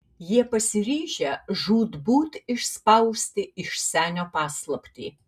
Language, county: Lithuanian, Kaunas